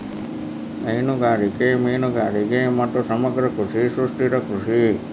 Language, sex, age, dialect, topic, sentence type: Kannada, male, 60-100, Dharwad Kannada, agriculture, statement